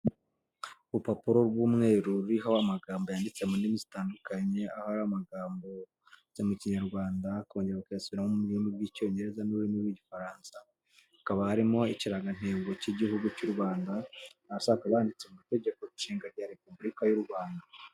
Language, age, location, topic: Kinyarwanda, 25-35, Kigali, government